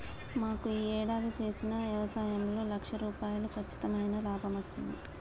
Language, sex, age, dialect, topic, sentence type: Telugu, female, 25-30, Telangana, banking, statement